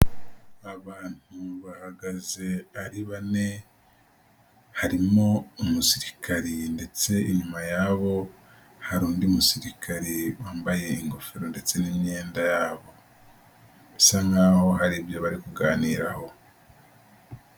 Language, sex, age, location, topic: Kinyarwanda, male, 18-24, Nyagatare, health